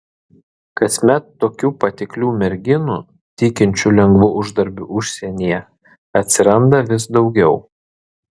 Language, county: Lithuanian, Vilnius